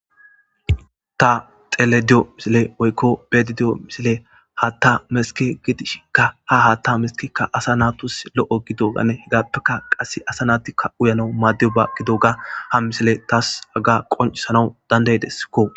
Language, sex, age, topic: Gamo, female, 18-24, government